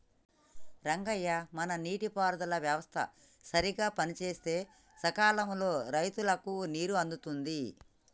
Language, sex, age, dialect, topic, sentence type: Telugu, female, 25-30, Telangana, agriculture, statement